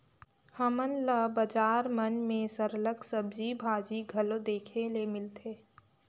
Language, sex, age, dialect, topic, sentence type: Chhattisgarhi, female, 18-24, Northern/Bhandar, agriculture, statement